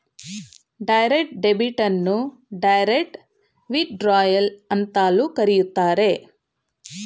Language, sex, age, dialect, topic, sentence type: Kannada, female, 41-45, Mysore Kannada, banking, statement